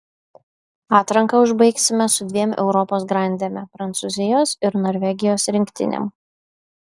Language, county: Lithuanian, Alytus